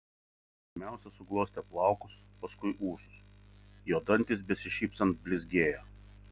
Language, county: Lithuanian, Vilnius